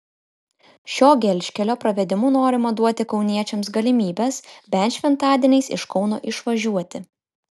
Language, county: Lithuanian, Kaunas